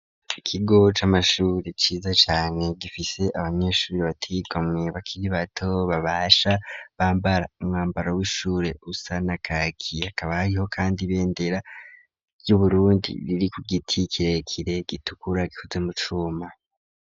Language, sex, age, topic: Rundi, male, 25-35, education